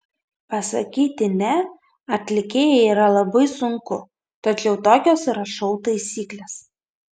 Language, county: Lithuanian, Vilnius